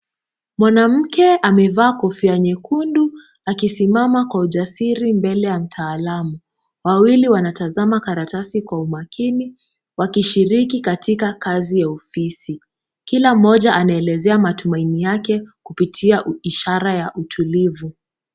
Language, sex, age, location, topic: Swahili, female, 18-24, Kisumu, government